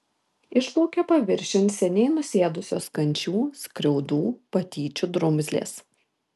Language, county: Lithuanian, Vilnius